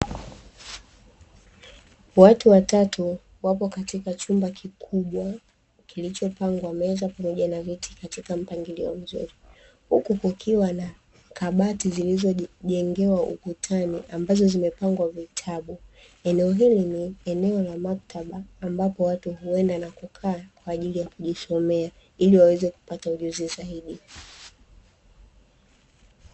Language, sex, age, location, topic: Swahili, female, 25-35, Dar es Salaam, education